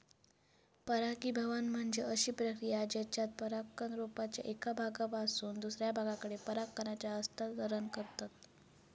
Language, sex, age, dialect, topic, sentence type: Marathi, female, 18-24, Southern Konkan, agriculture, statement